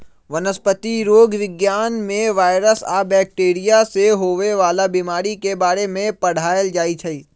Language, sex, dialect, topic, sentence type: Magahi, male, Western, agriculture, statement